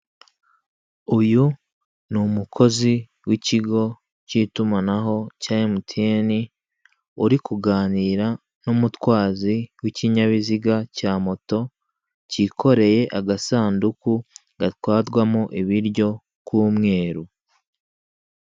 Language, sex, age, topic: Kinyarwanda, male, 18-24, finance